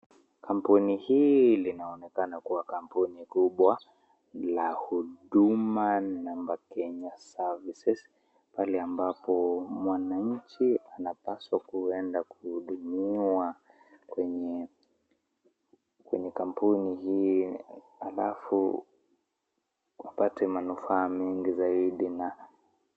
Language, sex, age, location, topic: Swahili, female, 36-49, Nakuru, government